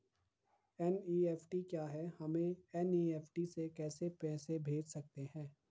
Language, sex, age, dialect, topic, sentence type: Hindi, male, 51-55, Garhwali, banking, question